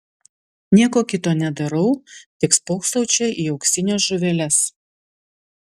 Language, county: Lithuanian, Vilnius